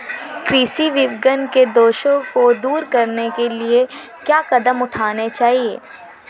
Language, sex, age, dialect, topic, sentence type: Hindi, female, 18-24, Marwari Dhudhari, agriculture, question